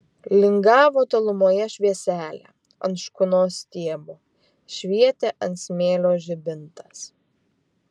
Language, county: Lithuanian, Vilnius